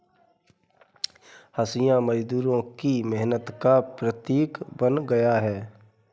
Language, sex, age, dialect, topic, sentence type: Hindi, male, 31-35, Kanauji Braj Bhasha, agriculture, statement